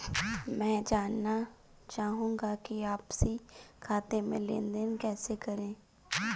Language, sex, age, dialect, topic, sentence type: Hindi, female, 46-50, Marwari Dhudhari, banking, question